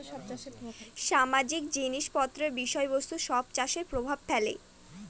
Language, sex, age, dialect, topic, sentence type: Bengali, female, 60-100, Northern/Varendri, agriculture, statement